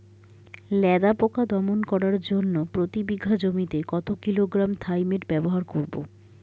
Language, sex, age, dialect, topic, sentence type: Bengali, female, 60-100, Standard Colloquial, agriculture, question